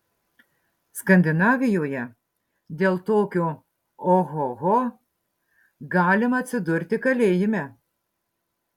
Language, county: Lithuanian, Marijampolė